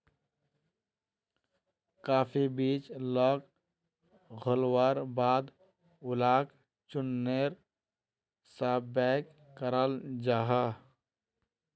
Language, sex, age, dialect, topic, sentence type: Magahi, male, 18-24, Northeastern/Surjapuri, agriculture, statement